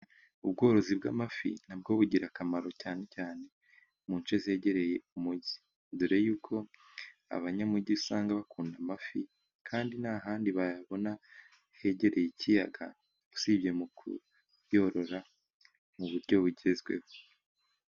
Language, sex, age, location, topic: Kinyarwanda, male, 18-24, Musanze, agriculture